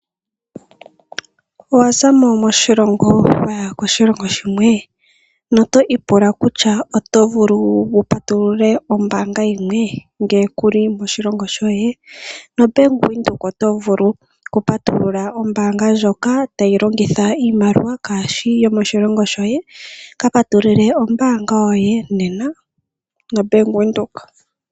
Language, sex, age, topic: Oshiwambo, female, 18-24, finance